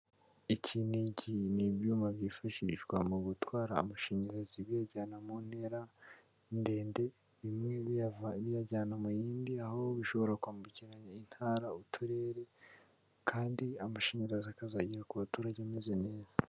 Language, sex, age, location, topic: Kinyarwanda, female, 18-24, Kigali, government